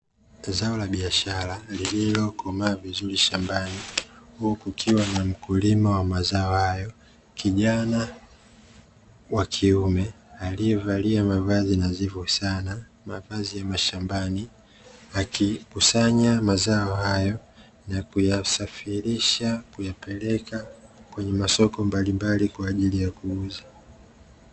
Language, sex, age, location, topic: Swahili, male, 25-35, Dar es Salaam, agriculture